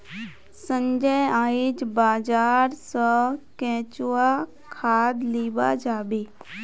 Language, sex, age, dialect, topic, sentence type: Magahi, female, 25-30, Northeastern/Surjapuri, agriculture, statement